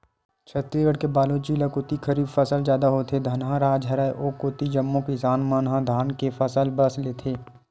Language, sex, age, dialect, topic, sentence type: Chhattisgarhi, male, 18-24, Western/Budati/Khatahi, agriculture, statement